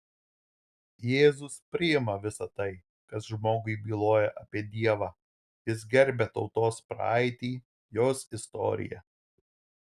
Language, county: Lithuanian, Marijampolė